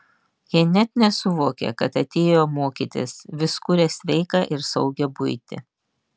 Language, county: Lithuanian, Vilnius